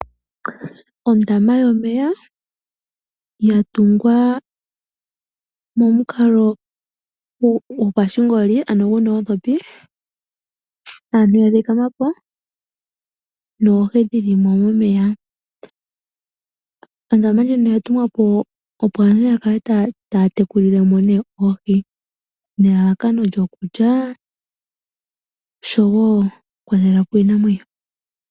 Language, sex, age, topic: Oshiwambo, female, 25-35, agriculture